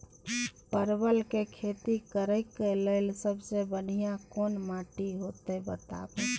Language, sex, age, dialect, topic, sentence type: Maithili, female, 41-45, Bajjika, agriculture, question